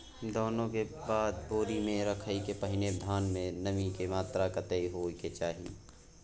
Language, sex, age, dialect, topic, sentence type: Maithili, male, 25-30, Bajjika, agriculture, question